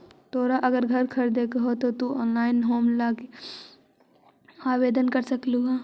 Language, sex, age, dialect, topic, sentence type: Magahi, female, 25-30, Central/Standard, banking, statement